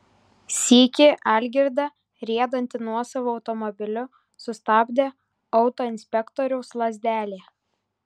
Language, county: Lithuanian, Vilnius